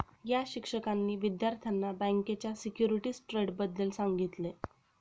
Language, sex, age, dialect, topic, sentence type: Marathi, female, 31-35, Standard Marathi, banking, statement